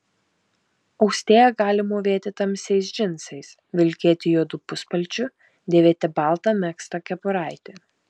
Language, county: Lithuanian, Šiauliai